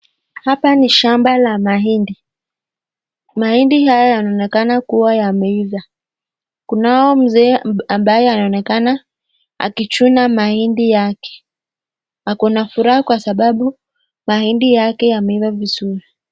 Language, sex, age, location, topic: Swahili, female, 50+, Nakuru, agriculture